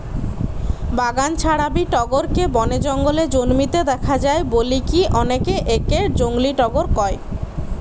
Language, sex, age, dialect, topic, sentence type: Bengali, female, 18-24, Western, agriculture, statement